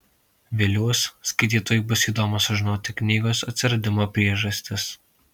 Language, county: Lithuanian, Alytus